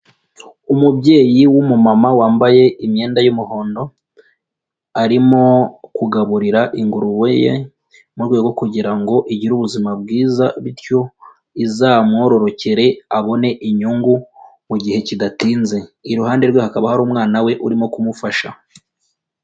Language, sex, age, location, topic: Kinyarwanda, female, 18-24, Kigali, agriculture